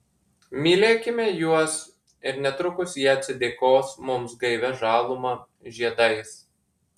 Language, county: Lithuanian, Marijampolė